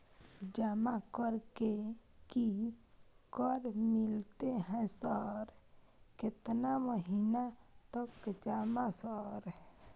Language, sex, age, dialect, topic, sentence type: Maithili, female, 18-24, Bajjika, banking, question